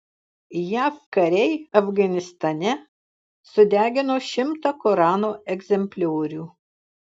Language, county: Lithuanian, Alytus